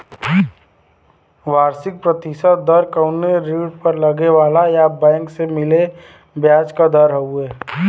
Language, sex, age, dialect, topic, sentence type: Bhojpuri, male, 18-24, Western, banking, statement